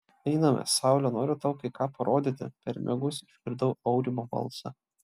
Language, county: Lithuanian, Klaipėda